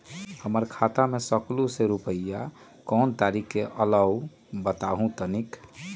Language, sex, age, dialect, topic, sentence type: Magahi, male, 46-50, Western, banking, question